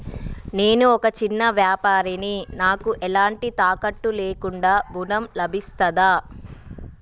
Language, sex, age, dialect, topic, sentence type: Telugu, female, 36-40, Telangana, banking, question